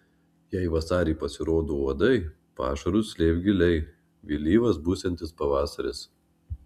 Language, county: Lithuanian, Marijampolė